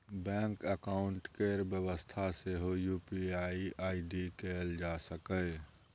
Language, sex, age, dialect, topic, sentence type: Maithili, male, 36-40, Bajjika, banking, statement